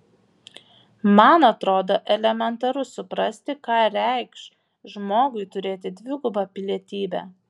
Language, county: Lithuanian, Vilnius